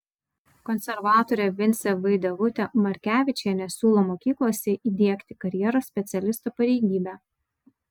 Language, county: Lithuanian, Vilnius